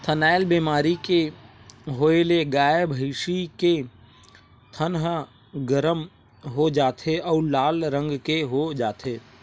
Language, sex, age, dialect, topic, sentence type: Chhattisgarhi, male, 18-24, Western/Budati/Khatahi, agriculture, statement